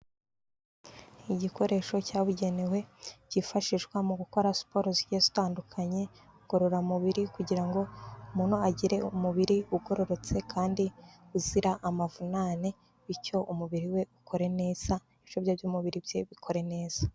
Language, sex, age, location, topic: Kinyarwanda, female, 18-24, Kigali, health